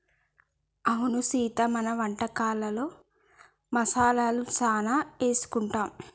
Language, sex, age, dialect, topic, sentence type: Telugu, female, 25-30, Telangana, agriculture, statement